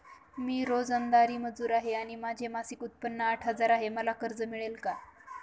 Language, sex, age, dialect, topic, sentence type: Marathi, female, 18-24, Northern Konkan, banking, question